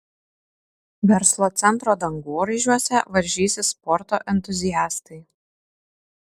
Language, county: Lithuanian, Šiauliai